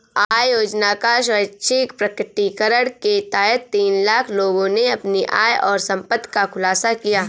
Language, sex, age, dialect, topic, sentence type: Hindi, female, 25-30, Awadhi Bundeli, banking, statement